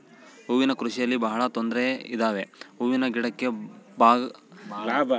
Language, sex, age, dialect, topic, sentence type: Kannada, male, 25-30, Central, agriculture, statement